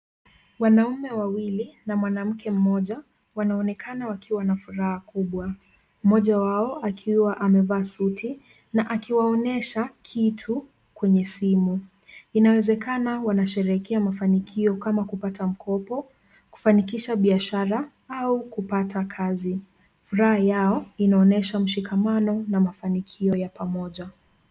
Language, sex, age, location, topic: Swahili, female, 18-24, Kisumu, finance